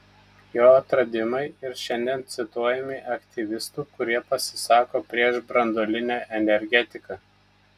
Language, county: Lithuanian, Telšiai